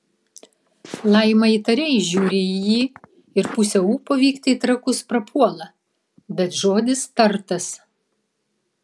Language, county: Lithuanian, Vilnius